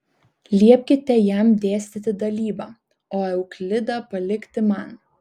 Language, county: Lithuanian, Klaipėda